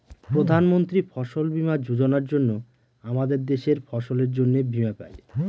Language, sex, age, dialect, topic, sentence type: Bengali, male, 31-35, Northern/Varendri, agriculture, statement